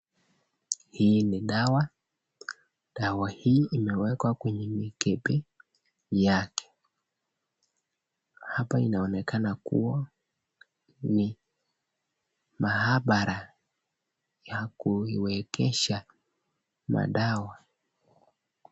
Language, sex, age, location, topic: Swahili, male, 18-24, Nakuru, health